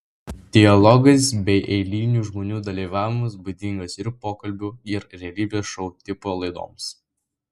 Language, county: Lithuanian, Vilnius